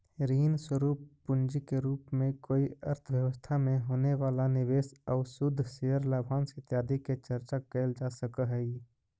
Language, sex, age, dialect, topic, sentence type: Magahi, male, 25-30, Central/Standard, agriculture, statement